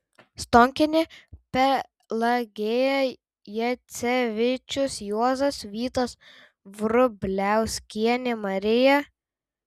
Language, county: Lithuanian, Tauragė